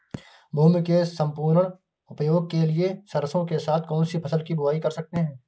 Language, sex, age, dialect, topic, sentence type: Hindi, male, 25-30, Awadhi Bundeli, agriculture, question